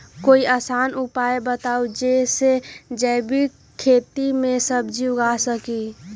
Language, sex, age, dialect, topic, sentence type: Magahi, female, 36-40, Western, agriculture, question